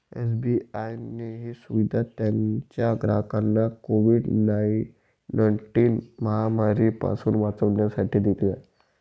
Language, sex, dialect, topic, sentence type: Marathi, male, Northern Konkan, banking, statement